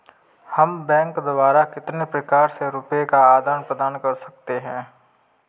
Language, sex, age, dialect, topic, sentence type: Hindi, male, 18-24, Kanauji Braj Bhasha, banking, question